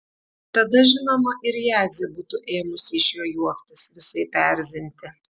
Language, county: Lithuanian, Šiauliai